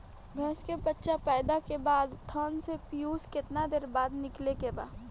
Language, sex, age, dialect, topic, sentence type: Bhojpuri, female, 18-24, Northern, agriculture, question